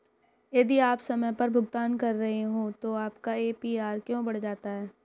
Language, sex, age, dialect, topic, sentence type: Hindi, female, 18-24, Hindustani Malvi Khadi Boli, banking, question